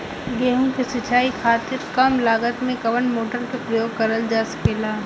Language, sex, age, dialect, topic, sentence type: Bhojpuri, female, <18, Western, agriculture, question